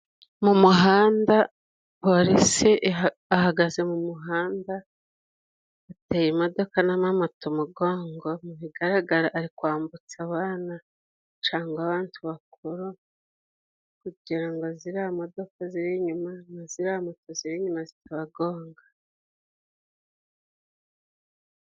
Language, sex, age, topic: Kinyarwanda, female, 36-49, government